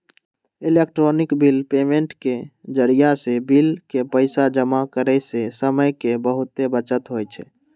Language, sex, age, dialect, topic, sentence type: Magahi, male, 18-24, Western, banking, statement